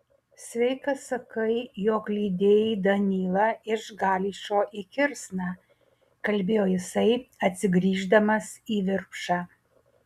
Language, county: Lithuanian, Utena